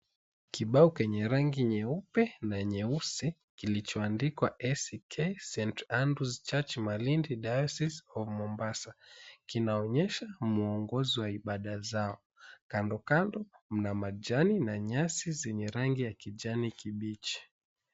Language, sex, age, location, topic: Swahili, male, 18-24, Mombasa, government